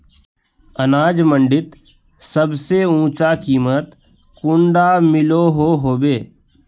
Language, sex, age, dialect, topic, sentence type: Magahi, male, 18-24, Northeastern/Surjapuri, agriculture, question